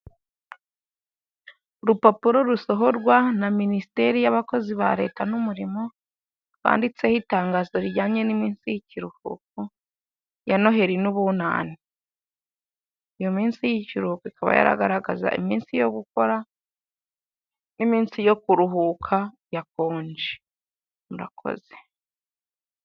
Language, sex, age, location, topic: Kinyarwanda, female, 25-35, Huye, government